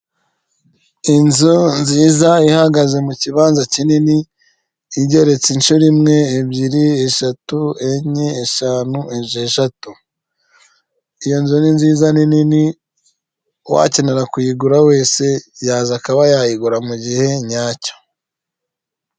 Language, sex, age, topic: Kinyarwanda, male, 25-35, finance